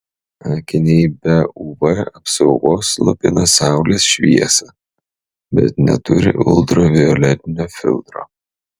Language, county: Lithuanian, Utena